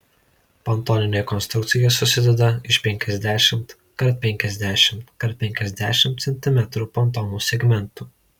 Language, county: Lithuanian, Alytus